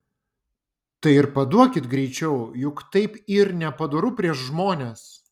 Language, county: Lithuanian, Vilnius